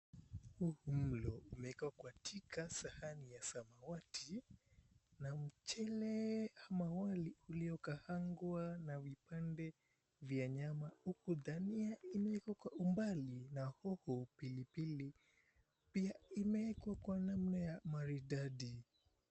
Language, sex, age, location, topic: Swahili, male, 18-24, Mombasa, agriculture